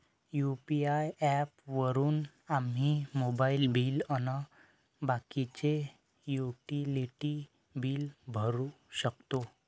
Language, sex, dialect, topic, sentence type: Marathi, male, Varhadi, banking, statement